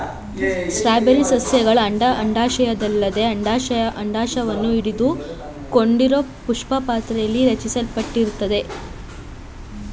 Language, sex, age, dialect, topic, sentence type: Kannada, female, 25-30, Mysore Kannada, agriculture, statement